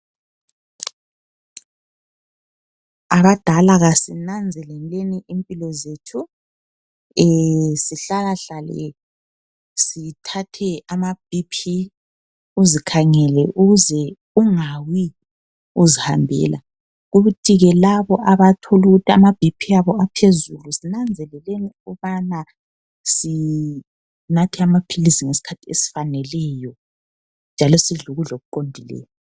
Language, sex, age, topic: North Ndebele, female, 25-35, health